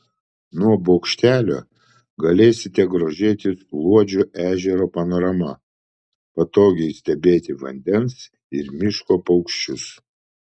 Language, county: Lithuanian, Vilnius